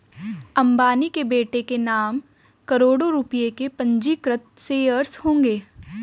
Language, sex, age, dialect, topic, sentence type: Hindi, female, 18-24, Hindustani Malvi Khadi Boli, banking, statement